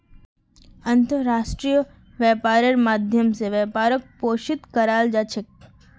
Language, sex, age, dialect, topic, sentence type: Magahi, female, 36-40, Northeastern/Surjapuri, banking, statement